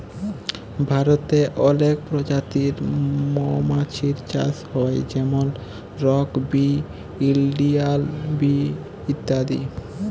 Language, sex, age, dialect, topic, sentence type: Bengali, male, 18-24, Jharkhandi, agriculture, statement